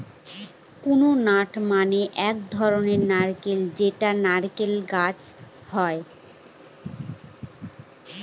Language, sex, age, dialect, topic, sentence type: Bengali, female, 18-24, Northern/Varendri, agriculture, statement